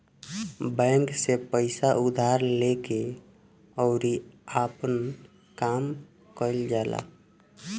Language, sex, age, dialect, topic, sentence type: Bhojpuri, male, 18-24, Southern / Standard, banking, statement